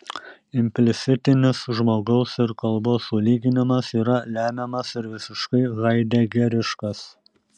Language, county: Lithuanian, Šiauliai